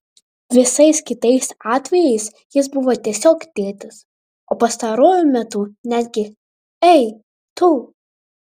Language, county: Lithuanian, Vilnius